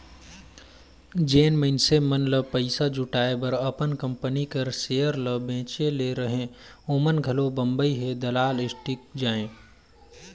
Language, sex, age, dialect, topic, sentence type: Chhattisgarhi, male, 25-30, Northern/Bhandar, banking, statement